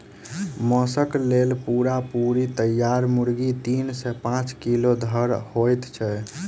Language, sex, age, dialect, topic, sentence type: Maithili, male, 25-30, Southern/Standard, agriculture, statement